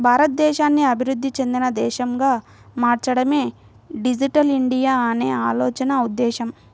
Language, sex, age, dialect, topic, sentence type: Telugu, female, 60-100, Central/Coastal, banking, statement